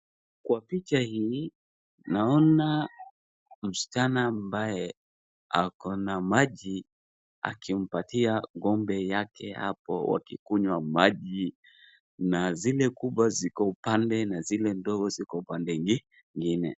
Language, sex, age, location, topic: Swahili, male, 36-49, Wajir, agriculture